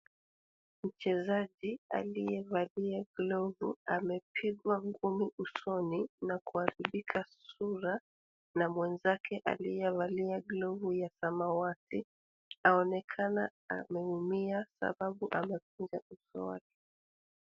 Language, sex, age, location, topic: Swahili, female, 36-49, Nairobi, health